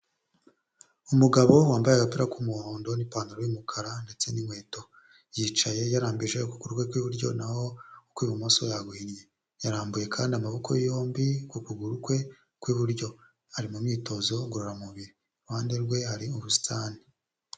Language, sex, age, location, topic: Kinyarwanda, male, 25-35, Huye, health